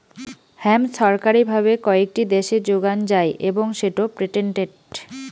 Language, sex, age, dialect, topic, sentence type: Bengali, female, 25-30, Rajbangshi, agriculture, statement